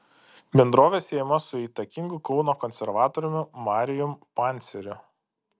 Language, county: Lithuanian, Panevėžys